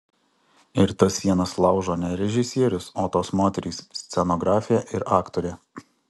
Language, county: Lithuanian, Alytus